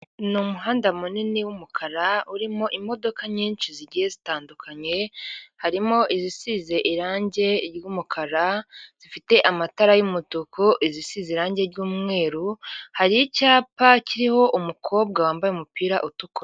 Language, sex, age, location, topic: Kinyarwanda, female, 36-49, Kigali, finance